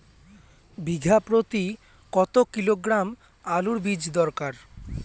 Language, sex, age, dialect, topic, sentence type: Bengali, male, <18, Rajbangshi, agriculture, question